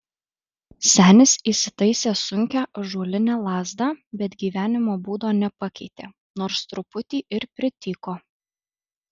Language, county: Lithuanian, Alytus